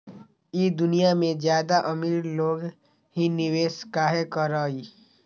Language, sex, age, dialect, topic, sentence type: Magahi, male, 25-30, Western, banking, question